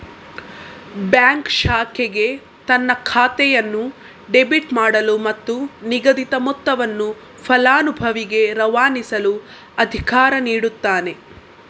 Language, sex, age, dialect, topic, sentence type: Kannada, female, 18-24, Coastal/Dakshin, banking, statement